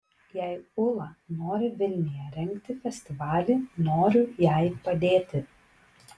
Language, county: Lithuanian, Kaunas